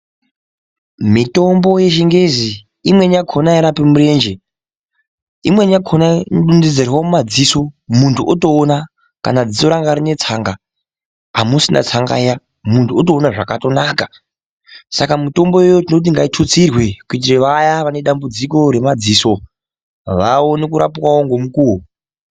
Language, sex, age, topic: Ndau, male, 50+, health